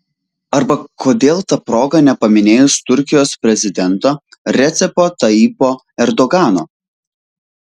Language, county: Lithuanian, Vilnius